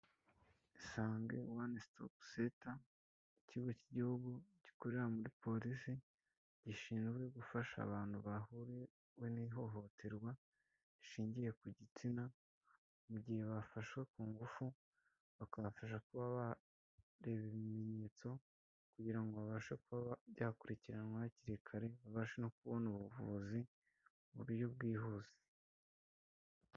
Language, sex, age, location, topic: Kinyarwanda, male, 25-35, Kigali, health